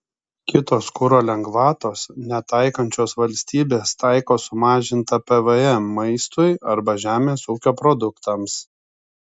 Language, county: Lithuanian, Kaunas